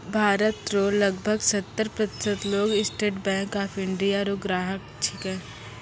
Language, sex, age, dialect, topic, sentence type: Maithili, male, 25-30, Angika, banking, statement